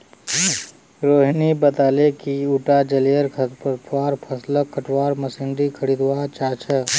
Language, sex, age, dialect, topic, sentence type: Magahi, male, 25-30, Northeastern/Surjapuri, agriculture, statement